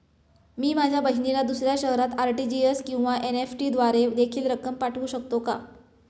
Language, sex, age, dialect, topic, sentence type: Marathi, male, 25-30, Standard Marathi, banking, question